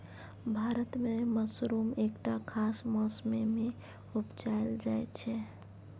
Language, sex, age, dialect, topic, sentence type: Maithili, female, 25-30, Bajjika, agriculture, statement